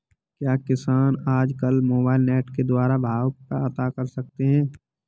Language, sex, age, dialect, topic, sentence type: Hindi, male, 18-24, Kanauji Braj Bhasha, agriculture, question